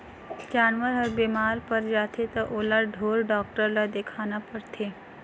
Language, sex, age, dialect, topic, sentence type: Chhattisgarhi, female, 36-40, Northern/Bhandar, agriculture, statement